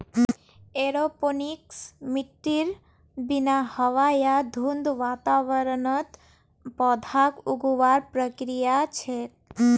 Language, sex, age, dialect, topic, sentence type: Magahi, female, 18-24, Northeastern/Surjapuri, agriculture, statement